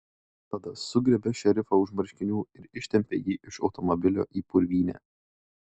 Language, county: Lithuanian, Klaipėda